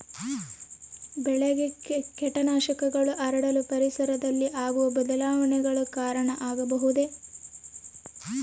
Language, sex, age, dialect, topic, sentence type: Kannada, female, 18-24, Central, agriculture, question